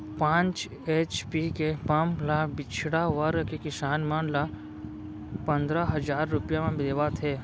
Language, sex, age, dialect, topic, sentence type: Chhattisgarhi, male, 41-45, Central, agriculture, statement